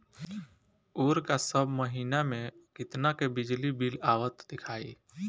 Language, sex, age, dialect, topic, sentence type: Bhojpuri, male, 18-24, Southern / Standard, banking, statement